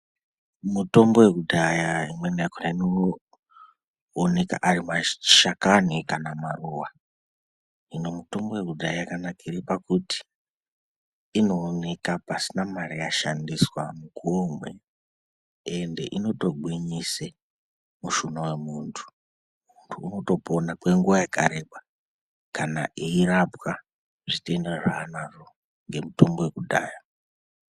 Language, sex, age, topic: Ndau, male, 18-24, health